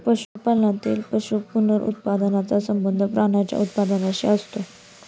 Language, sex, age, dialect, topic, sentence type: Marathi, female, 18-24, Standard Marathi, agriculture, statement